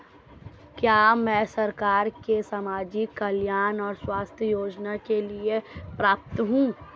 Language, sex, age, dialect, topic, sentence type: Hindi, female, 25-30, Marwari Dhudhari, banking, question